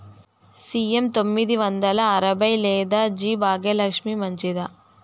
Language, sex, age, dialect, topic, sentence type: Telugu, male, 31-35, Southern, agriculture, question